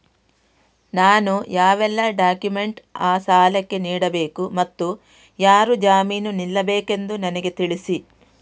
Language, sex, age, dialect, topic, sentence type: Kannada, female, 36-40, Coastal/Dakshin, banking, question